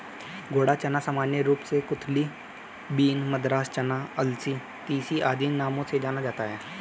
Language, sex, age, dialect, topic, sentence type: Hindi, male, 18-24, Hindustani Malvi Khadi Boli, agriculture, statement